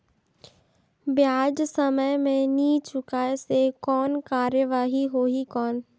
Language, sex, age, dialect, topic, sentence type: Chhattisgarhi, female, 25-30, Northern/Bhandar, banking, question